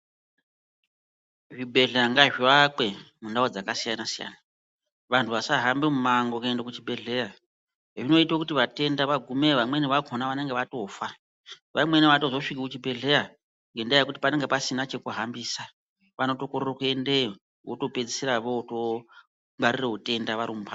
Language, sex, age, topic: Ndau, female, 36-49, health